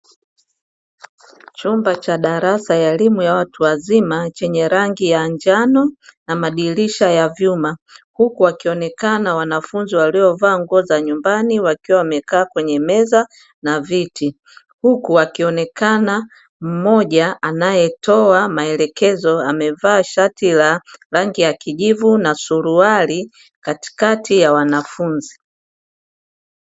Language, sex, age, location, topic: Swahili, female, 36-49, Dar es Salaam, education